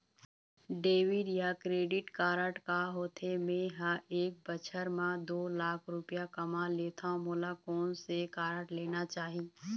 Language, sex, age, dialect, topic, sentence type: Chhattisgarhi, female, 31-35, Eastern, banking, question